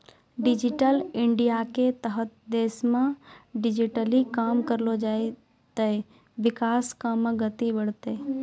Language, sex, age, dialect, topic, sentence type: Maithili, female, 18-24, Angika, banking, statement